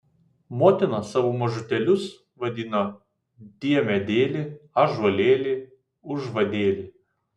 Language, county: Lithuanian, Vilnius